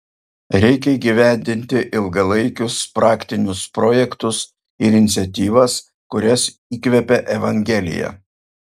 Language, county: Lithuanian, Šiauliai